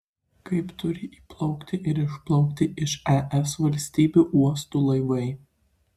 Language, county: Lithuanian, Klaipėda